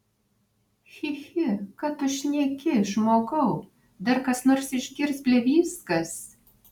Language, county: Lithuanian, Vilnius